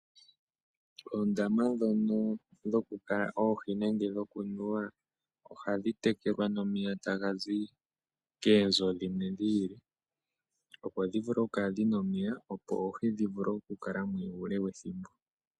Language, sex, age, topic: Oshiwambo, male, 18-24, agriculture